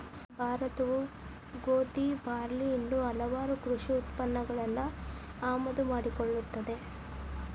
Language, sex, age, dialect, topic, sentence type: Kannada, female, 25-30, Dharwad Kannada, agriculture, statement